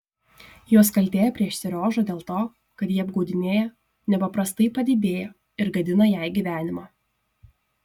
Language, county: Lithuanian, Šiauliai